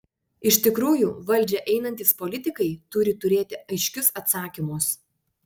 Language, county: Lithuanian, Panevėžys